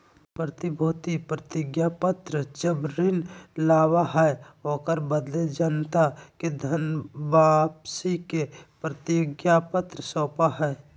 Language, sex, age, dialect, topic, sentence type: Magahi, male, 25-30, Southern, banking, statement